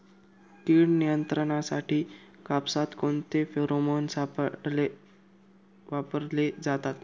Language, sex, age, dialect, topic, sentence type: Marathi, male, 25-30, Standard Marathi, agriculture, question